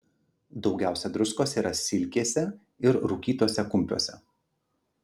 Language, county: Lithuanian, Klaipėda